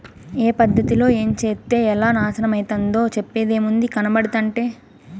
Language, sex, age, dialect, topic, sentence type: Telugu, female, 18-24, Southern, agriculture, statement